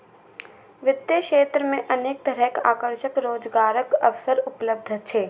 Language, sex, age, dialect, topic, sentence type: Maithili, female, 18-24, Eastern / Thethi, banking, statement